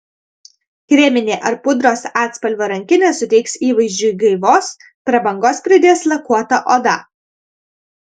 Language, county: Lithuanian, Kaunas